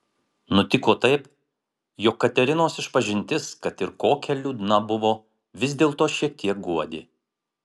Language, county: Lithuanian, Marijampolė